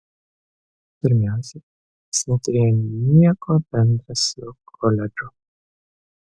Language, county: Lithuanian, Vilnius